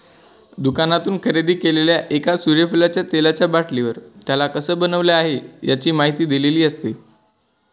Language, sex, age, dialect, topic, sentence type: Marathi, male, 18-24, Northern Konkan, agriculture, statement